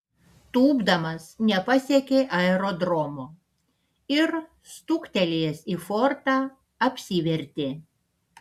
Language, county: Lithuanian, Panevėžys